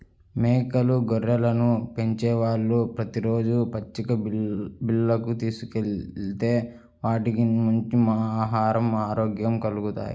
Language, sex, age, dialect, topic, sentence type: Telugu, male, 18-24, Central/Coastal, agriculture, statement